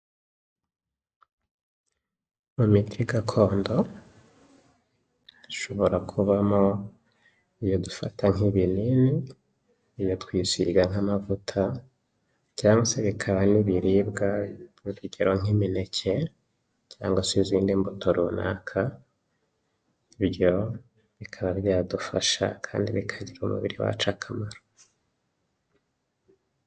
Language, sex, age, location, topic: Kinyarwanda, male, 25-35, Huye, health